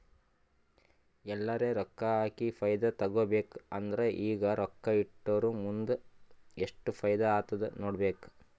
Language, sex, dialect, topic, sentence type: Kannada, male, Northeastern, banking, statement